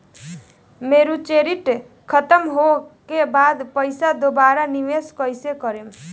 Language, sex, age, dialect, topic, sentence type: Bhojpuri, female, <18, Southern / Standard, banking, question